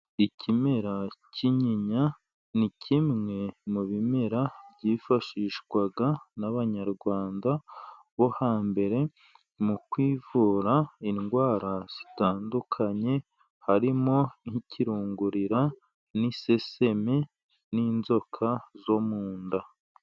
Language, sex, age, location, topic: Kinyarwanda, male, 36-49, Burera, health